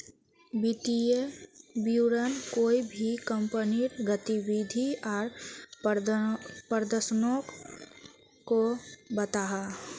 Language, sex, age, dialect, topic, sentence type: Magahi, female, 25-30, Northeastern/Surjapuri, banking, statement